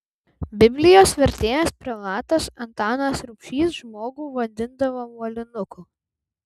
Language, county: Lithuanian, Vilnius